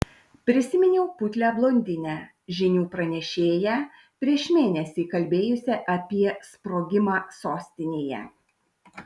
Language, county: Lithuanian, Šiauliai